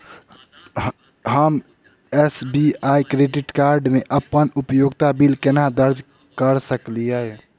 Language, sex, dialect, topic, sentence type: Maithili, male, Southern/Standard, banking, question